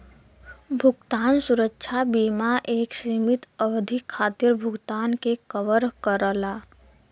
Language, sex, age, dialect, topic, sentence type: Bhojpuri, female, 18-24, Western, banking, statement